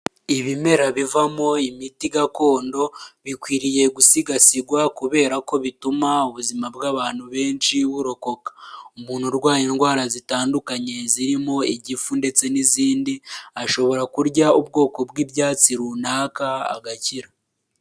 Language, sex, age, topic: Kinyarwanda, male, 18-24, health